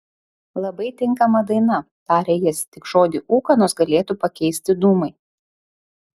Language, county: Lithuanian, Šiauliai